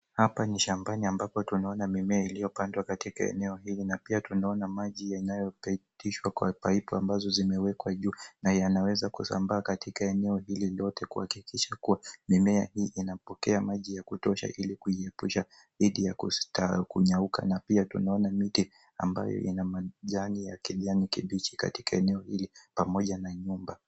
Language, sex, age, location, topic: Swahili, male, 18-24, Nairobi, agriculture